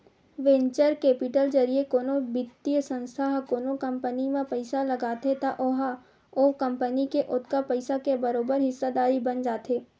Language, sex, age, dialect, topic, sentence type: Chhattisgarhi, female, 18-24, Western/Budati/Khatahi, banking, statement